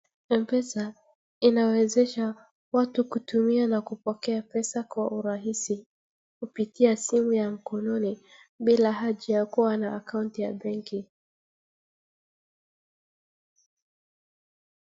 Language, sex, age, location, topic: Swahili, female, 36-49, Wajir, finance